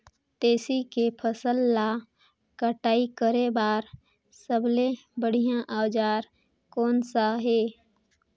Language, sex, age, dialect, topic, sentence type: Chhattisgarhi, female, 25-30, Northern/Bhandar, agriculture, question